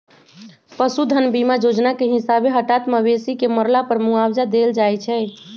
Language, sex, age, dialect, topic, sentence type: Magahi, female, 56-60, Western, agriculture, statement